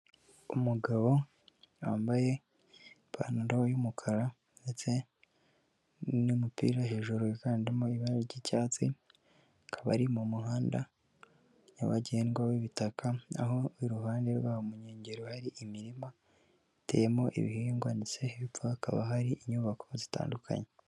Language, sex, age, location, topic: Kinyarwanda, male, 18-24, Kigali, finance